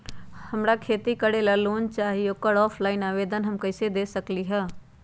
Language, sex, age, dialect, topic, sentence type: Magahi, female, 41-45, Western, banking, question